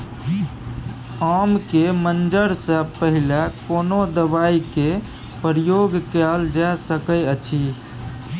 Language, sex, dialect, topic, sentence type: Maithili, male, Bajjika, agriculture, question